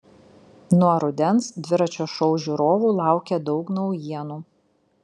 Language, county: Lithuanian, Šiauliai